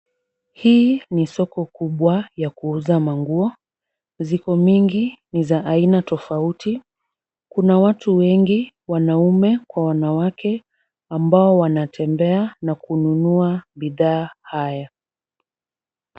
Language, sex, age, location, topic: Swahili, female, 36-49, Kisumu, finance